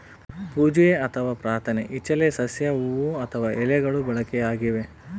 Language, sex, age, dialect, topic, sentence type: Kannada, male, 25-30, Central, agriculture, statement